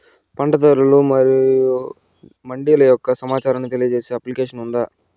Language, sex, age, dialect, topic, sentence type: Telugu, male, 60-100, Southern, agriculture, question